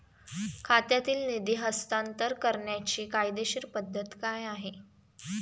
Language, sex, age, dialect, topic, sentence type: Marathi, female, 18-24, Standard Marathi, banking, question